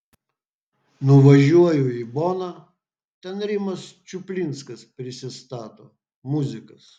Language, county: Lithuanian, Vilnius